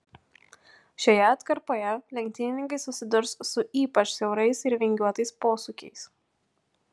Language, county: Lithuanian, Panevėžys